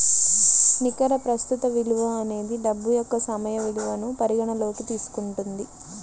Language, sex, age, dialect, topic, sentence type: Telugu, female, 25-30, Central/Coastal, banking, statement